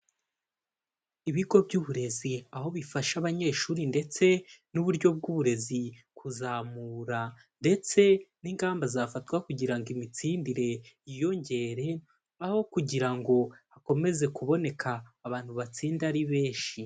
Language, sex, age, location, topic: Kinyarwanda, male, 18-24, Kigali, education